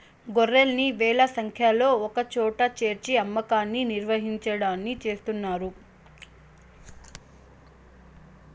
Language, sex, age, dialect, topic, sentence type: Telugu, female, 25-30, Southern, agriculture, statement